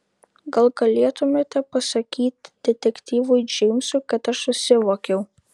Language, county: Lithuanian, Vilnius